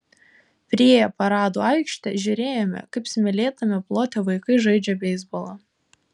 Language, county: Lithuanian, Kaunas